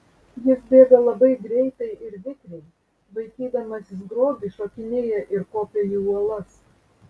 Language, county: Lithuanian, Vilnius